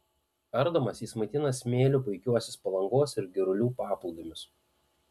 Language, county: Lithuanian, Panevėžys